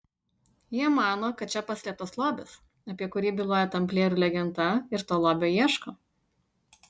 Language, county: Lithuanian, Utena